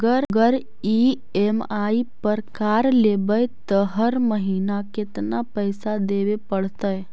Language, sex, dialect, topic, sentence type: Magahi, female, Central/Standard, banking, question